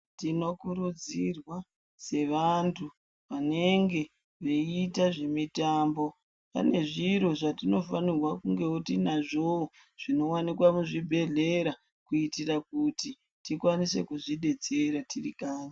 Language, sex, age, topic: Ndau, male, 36-49, health